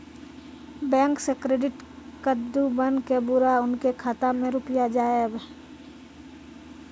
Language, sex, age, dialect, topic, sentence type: Maithili, female, 25-30, Angika, banking, question